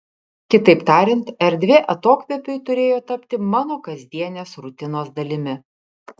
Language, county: Lithuanian, Kaunas